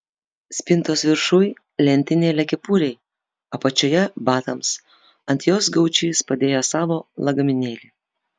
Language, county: Lithuanian, Vilnius